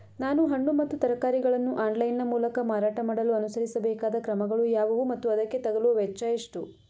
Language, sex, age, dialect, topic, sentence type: Kannada, female, 25-30, Mysore Kannada, agriculture, question